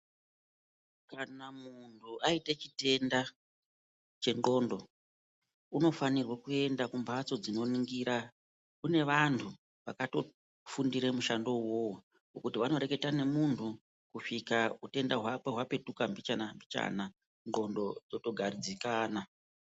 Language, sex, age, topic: Ndau, female, 36-49, health